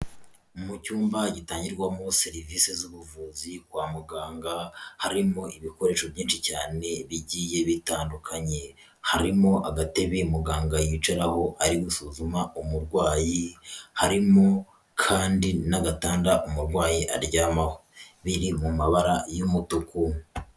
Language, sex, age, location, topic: Kinyarwanda, male, 18-24, Huye, health